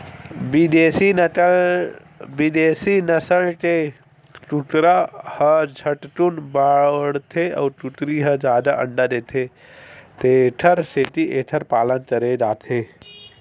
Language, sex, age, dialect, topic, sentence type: Chhattisgarhi, male, 18-24, Western/Budati/Khatahi, agriculture, statement